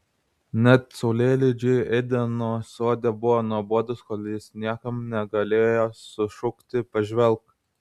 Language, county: Lithuanian, Vilnius